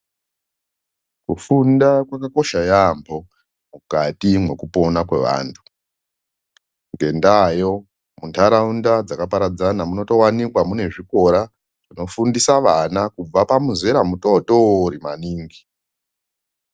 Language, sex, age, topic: Ndau, female, 25-35, education